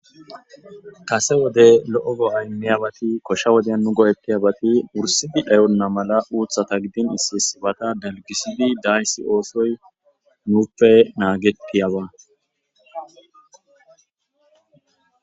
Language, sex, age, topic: Gamo, male, 25-35, agriculture